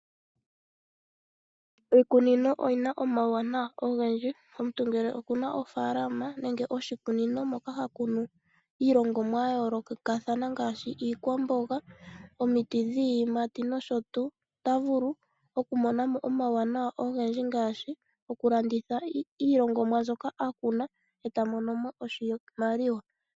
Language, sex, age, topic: Oshiwambo, female, 25-35, agriculture